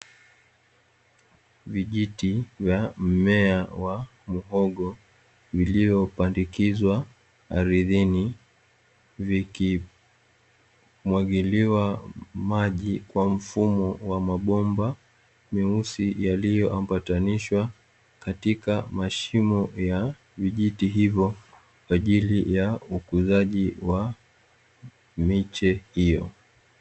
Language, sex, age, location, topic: Swahili, male, 18-24, Dar es Salaam, agriculture